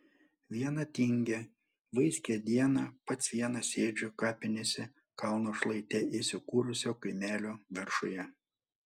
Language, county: Lithuanian, Panevėžys